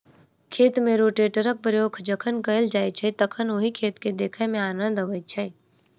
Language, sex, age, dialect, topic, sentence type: Maithili, female, 60-100, Southern/Standard, agriculture, statement